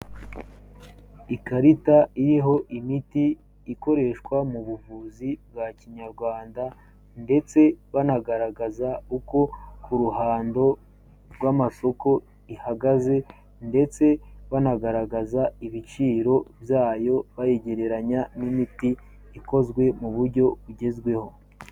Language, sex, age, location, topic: Kinyarwanda, male, 18-24, Kigali, health